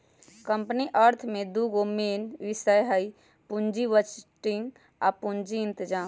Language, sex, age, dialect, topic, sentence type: Magahi, female, 18-24, Western, banking, statement